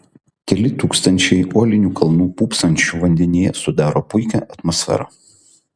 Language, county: Lithuanian, Kaunas